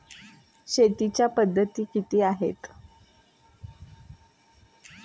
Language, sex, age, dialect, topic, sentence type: Marathi, female, 36-40, Standard Marathi, agriculture, question